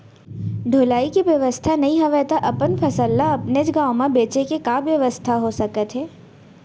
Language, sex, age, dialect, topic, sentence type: Chhattisgarhi, female, 18-24, Central, agriculture, question